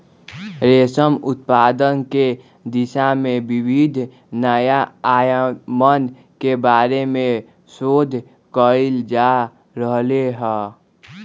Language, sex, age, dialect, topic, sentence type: Magahi, male, 18-24, Western, agriculture, statement